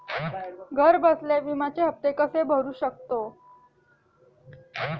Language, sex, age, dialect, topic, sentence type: Marathi, female, 18-24, Standard Marathi, banking, question